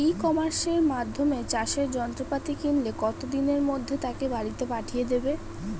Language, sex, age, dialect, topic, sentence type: Bengali, female, 31-35, Standard Colloquial, agriculture, question